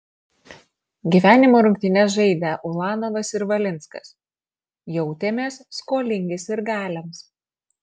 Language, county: Lithuanian, Marijampolė